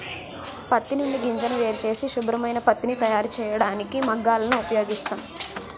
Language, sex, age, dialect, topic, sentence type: Telugu, female, 18-24, Utterandhra, agriculture, statement